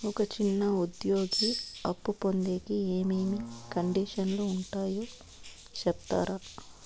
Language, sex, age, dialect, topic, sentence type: Telugu, female, 25-30, Southern, banking, question